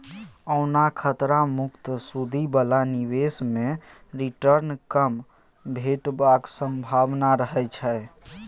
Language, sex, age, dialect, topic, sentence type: Maithili, male, 18-24, Bajjika, banking, statement